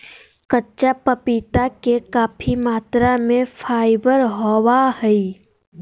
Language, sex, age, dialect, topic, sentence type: Magahi, female, 18-24, Southern, agriculture, statement